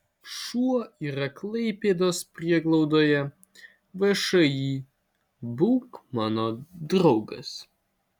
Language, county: Lithuanian, Alytus